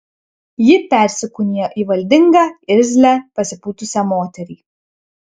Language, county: Lithuanian, Kaunas